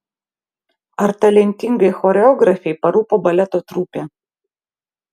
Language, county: Lithuanian, Vilnius